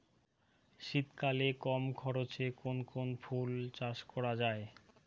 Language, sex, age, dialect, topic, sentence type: Bengali, male, 18-24, Rajbangshi, agriculture, question